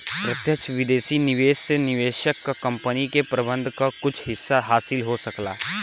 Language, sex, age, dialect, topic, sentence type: Bhojpuri, female, 36-40, Western, banking, statement